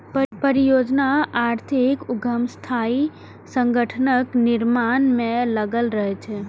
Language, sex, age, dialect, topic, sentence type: Maithili, female, 25-30, Eastern / Thethi, banking, statement